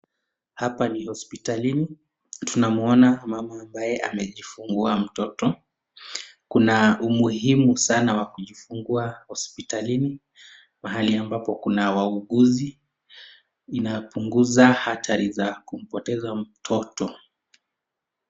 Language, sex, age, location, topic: Swahili, male, 25-35, Nakuru, health